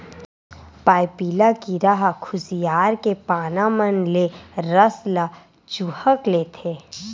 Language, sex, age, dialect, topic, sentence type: Chhattisgarhi, female, 18-24, Western/Budati/Khatahi, agriculture, statement